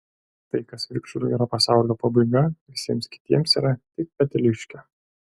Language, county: Lithuanian, Klaipėda